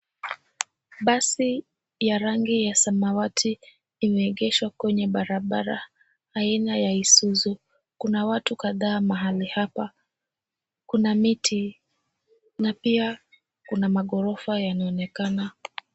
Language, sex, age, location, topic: Swahili, female, 18-24, Nairobi, government